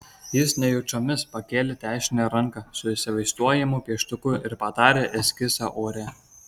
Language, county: Lithuanian, Kaunas